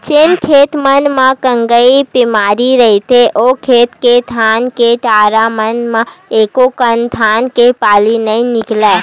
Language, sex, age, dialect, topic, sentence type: Chhattisgarhi, female, 25-30, Western/Budati/Khatahi, agriculture, statement